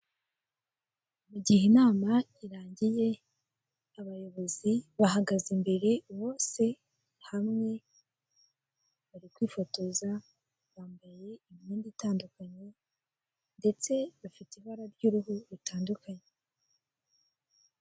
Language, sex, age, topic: Kinyarwanda, female, 18-24, government